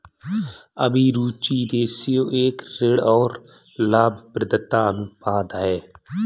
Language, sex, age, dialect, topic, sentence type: Hindi, male, 36-40, Marwari Dhudhari, banking, statement